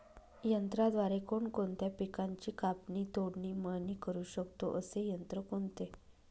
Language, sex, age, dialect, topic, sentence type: Marathi, female, 25-30, Northern Konkan, agriculture, question